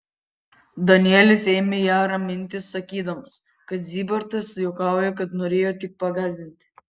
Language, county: Lithuanian, Kaunas